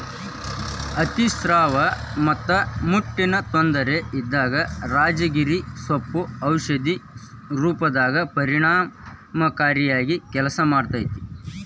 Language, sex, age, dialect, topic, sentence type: Kannada, male, 18-24, Dharwad Kannada, agriculture, statement